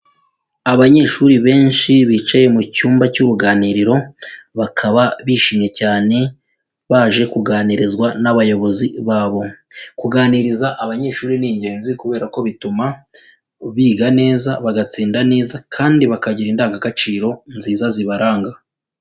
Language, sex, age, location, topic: Kinyarwanda, female, 25-35, Kigali, education